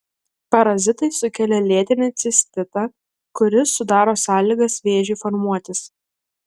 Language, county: Lithuanian, Klaipėda